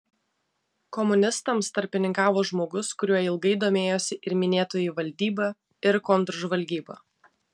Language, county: Lithuanian, Vilnius